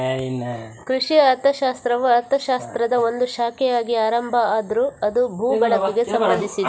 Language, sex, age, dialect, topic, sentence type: Kannada, female, 46-50, Coastal/Dakshin, agriculture, statement